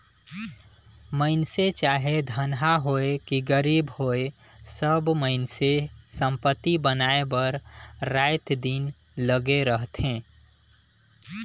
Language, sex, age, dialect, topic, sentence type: Chhattisgarhi, male, 25-30, Northern/Bhandar, banking, statement